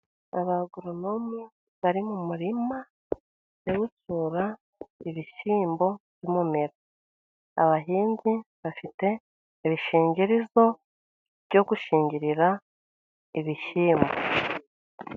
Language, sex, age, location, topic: Kinyarwanda, female, 50+, Musanze, agriculture